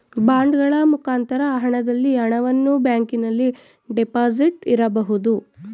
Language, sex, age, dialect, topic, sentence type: Kannada, female, 18-24, Mysore Kannada, banking, statement